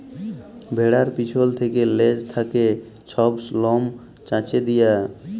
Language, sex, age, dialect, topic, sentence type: Bengali, male, 18-24, Jharkhandi, agriculture, statement